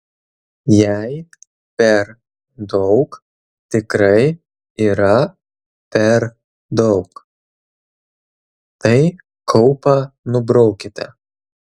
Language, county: Lithuanian, Kaunas